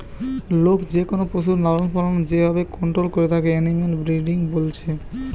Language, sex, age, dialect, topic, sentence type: Bengali, male, 18-24, Western, agriculture, statement